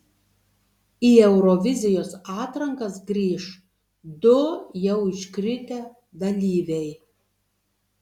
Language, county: Lithuanian, Tauragė